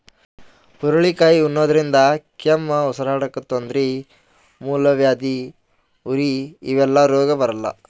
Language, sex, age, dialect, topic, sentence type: Kannada, male, 18-24, Northeastern, agriculture, statement